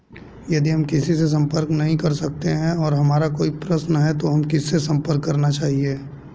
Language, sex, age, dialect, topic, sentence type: Hindi, male, 18-24, Hindustani Malvi Khadi Boli, banking, question